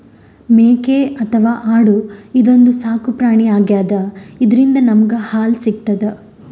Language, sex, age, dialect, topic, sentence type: Kannada, female, 18-24, Northeastern, agriculture, statement